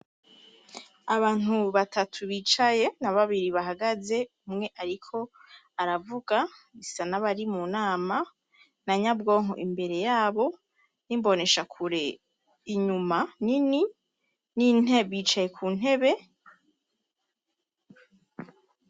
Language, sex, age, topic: Rundi, female, 25-35, education